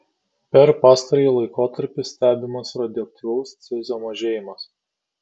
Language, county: Lithuanian, Kaunas